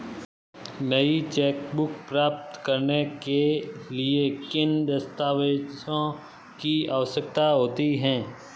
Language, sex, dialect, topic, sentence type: Hindi, male, Marwari Dhudhari, banking, question